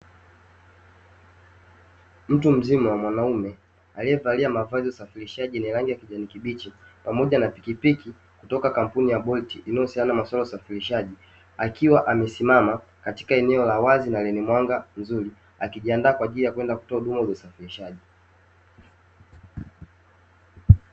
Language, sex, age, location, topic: Swahili, male, 18-24, Dar es Salaam, government